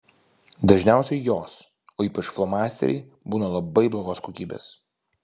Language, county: Lithuanian, Vilnius